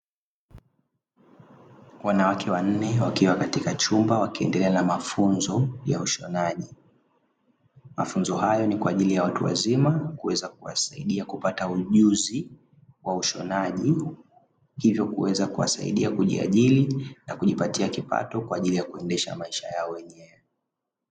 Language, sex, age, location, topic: Swahili, male, 25-35, Dar es Salaam, education